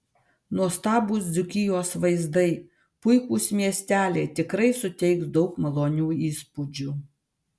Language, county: Lithuanian, Vilnius